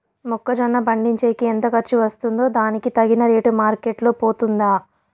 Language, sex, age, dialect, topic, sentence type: Telugu, female, 25-30, Southern, agriculture, question